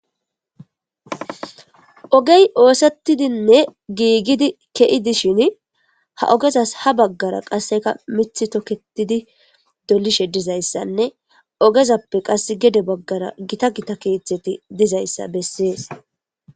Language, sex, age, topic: Gamo, female, 25-35, government